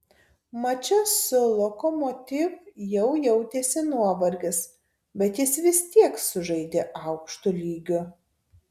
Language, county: Lithuanian, Tauragė